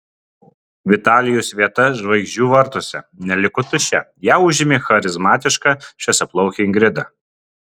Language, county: Lithuanian, Kaunas